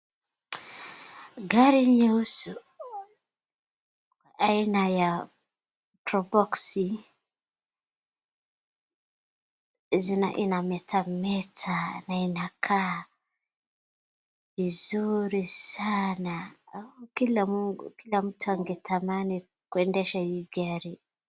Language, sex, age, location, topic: Swahili, female, 25-35, Wajir, finance